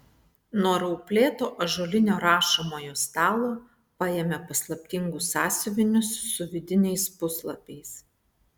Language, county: Lithuanian, Vilnius